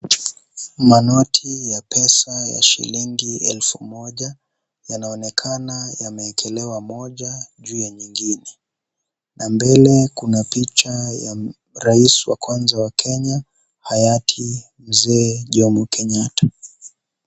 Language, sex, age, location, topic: Swahili, male, 18-24, Kisii, finance